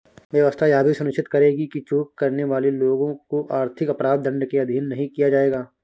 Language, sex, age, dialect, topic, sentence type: Hindi, male, 25-30, Awadhi Bundeli, banking, statement